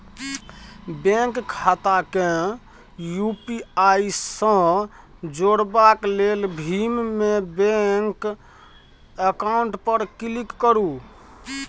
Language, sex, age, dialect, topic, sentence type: Maithili, male, 25-30, Bajjika, banking, statement